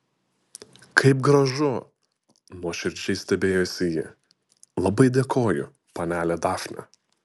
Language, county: Lithuanian, Utena